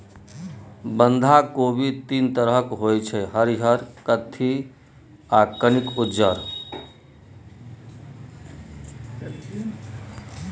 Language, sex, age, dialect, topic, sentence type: Maithili, male, 41-45, Bajjika, agriculture, statement